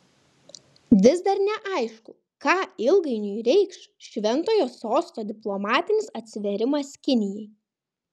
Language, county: Lithuanian, Kaunas